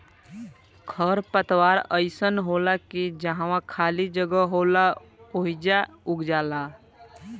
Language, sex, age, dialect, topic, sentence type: Bhojpuri, male, <18, Southern / Standard, agriculture, statement